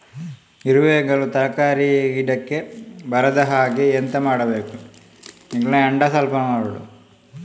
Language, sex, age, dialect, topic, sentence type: Kannada, male, 18-24, Coastal/Dakshin, agriculture, question